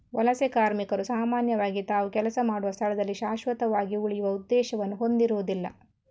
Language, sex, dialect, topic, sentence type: Kannada, female, Coastal/Dakshin, agriculture, statement